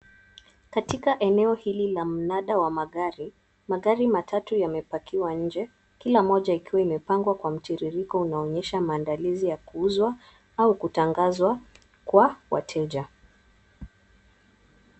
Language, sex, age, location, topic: Swahili, female, 18-24, Nairobi, finance